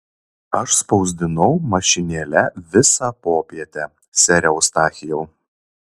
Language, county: Lithuanian, Šiauliai